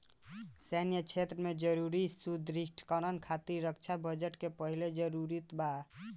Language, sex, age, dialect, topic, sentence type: Bhojpuri, male, 18-24, Southern / Standard, banking, statement